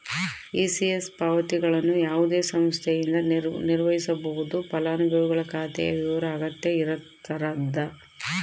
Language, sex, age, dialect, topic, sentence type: Kannada, female, 31-35, Central, banking, statement